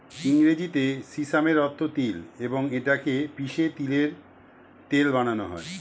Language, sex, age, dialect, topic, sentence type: Bengali, male, 51-55, Standard Colloquial, agriculture, statement